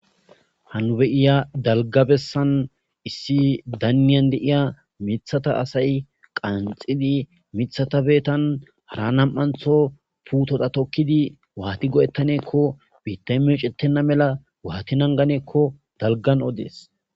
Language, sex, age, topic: Gamo, male, 25-35, agriculture